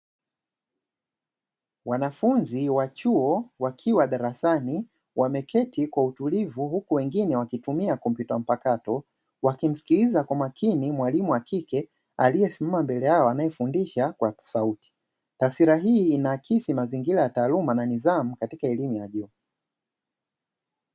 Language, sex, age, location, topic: Swahili, male, 25-35, Dar es Salaam, education